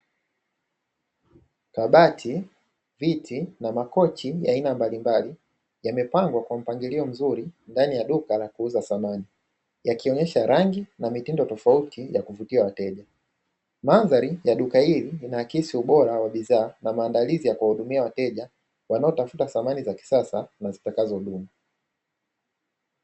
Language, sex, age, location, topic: Swahili, male, 25-35, Dar es Salaam, finance